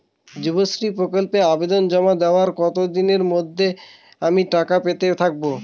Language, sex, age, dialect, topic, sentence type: Bengali, male, 41-45, Northern/Varendri, banking, question